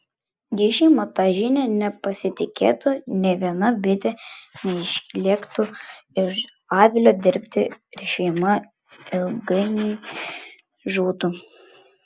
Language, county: Lithuanian, Klaipėda